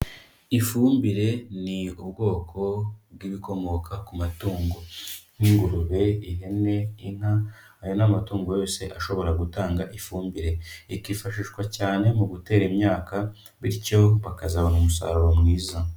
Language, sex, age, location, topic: Kinyarwanda, male, 25-35, Kigali, agriculture